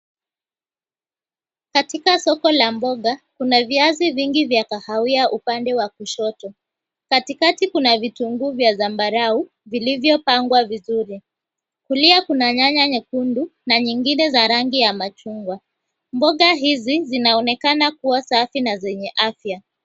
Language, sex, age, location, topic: Swahili, female, 18-24, Mombasa, finance